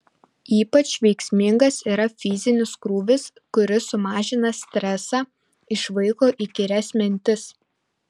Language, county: Lithuanian, Panevėžys